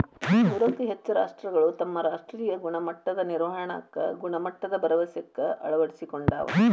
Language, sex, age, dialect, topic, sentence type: Kannada, female, 60-100, Dharwad Kannada, banking, statement